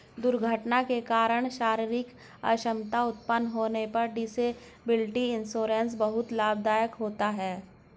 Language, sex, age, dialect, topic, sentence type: Hindi, male, 56-60, Hindustani Malvi Khadi Boli, banking, statement